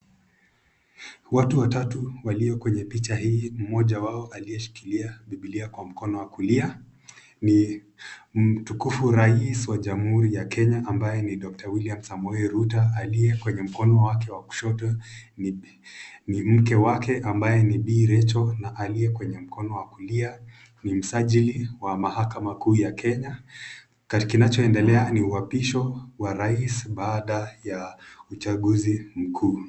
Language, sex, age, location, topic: Swahili, male, 25-35, Nakuru, government